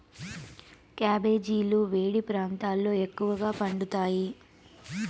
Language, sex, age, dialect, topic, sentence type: Telugu, female, 25-30, Southern, agriculture, statement